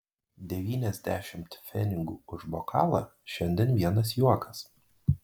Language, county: Lithuanian, Marijampolė